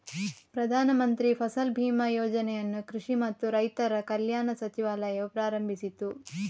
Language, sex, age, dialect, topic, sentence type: Kannada, female, 31-35, Coastal/Dakshin, agriculture, statement